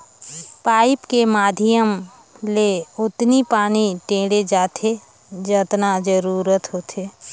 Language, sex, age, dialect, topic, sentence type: Chhattisgarhi, female, 31-35, Northern/Bhandar, agriculture, statement